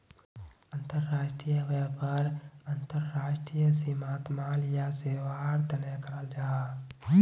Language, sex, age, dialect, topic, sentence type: Magahi, male, 18-24, Northeastern/Surjapuri, banking, statement